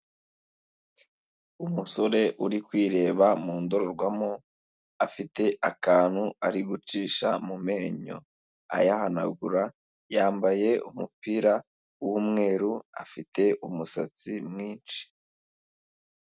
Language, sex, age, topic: Kinyarwanda, male, 25-35, health